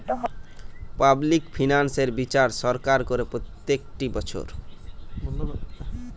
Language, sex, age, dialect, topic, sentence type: Bengali, male, 18-24, Western, banking, statement